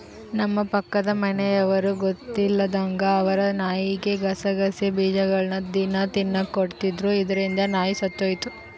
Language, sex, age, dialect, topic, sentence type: Kannada, female, 36-40, Central, agriculture, statement